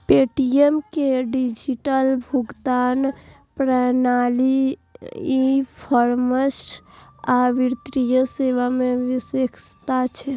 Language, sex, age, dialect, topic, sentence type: Maithili, female, 18-24, Eastern / Thethi, banking, statement